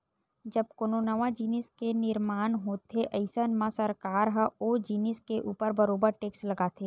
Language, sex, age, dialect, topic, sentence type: Chhattisgarhi, male, 18-24, Western/Budati/Khatahi, banking, statement